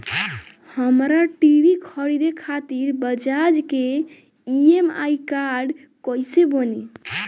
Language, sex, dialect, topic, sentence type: Bhojpuri, male, Southern / Standard, banking, question